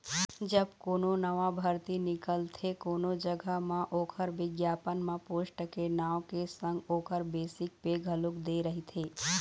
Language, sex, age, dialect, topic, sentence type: Chhattisgarhi, female, 36-40, Eastern, banking, statement